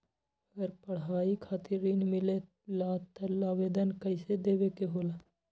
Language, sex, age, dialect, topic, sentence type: Magahi, male, 18-24, Western, banking, question